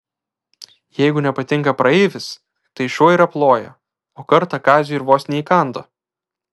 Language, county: Lithuanian, Vilnius